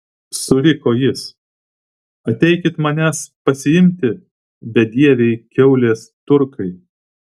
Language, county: Lithuanian, Vilnius